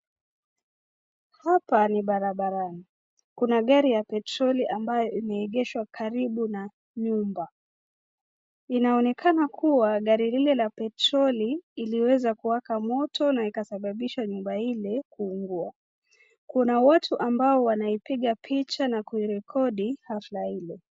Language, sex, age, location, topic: Swahili, female, 25-35, Nakuru, health